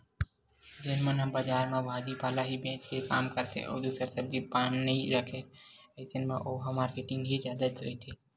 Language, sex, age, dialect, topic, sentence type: Chhattisgarhi, male, 18-24, Western/Budati/Khatahi, agriculture, statement